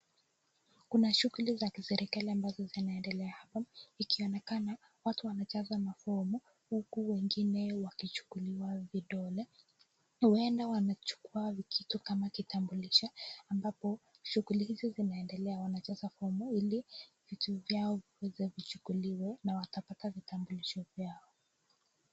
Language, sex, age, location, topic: Swahili, female, 25-35, Nakuru, government